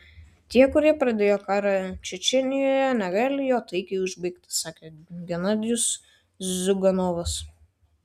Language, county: Lithuanian, Šiauliai